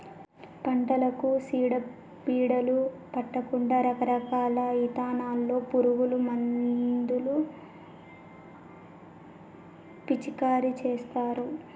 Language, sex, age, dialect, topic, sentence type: Telugu, female, 18-24, Telangana, agriculture, statement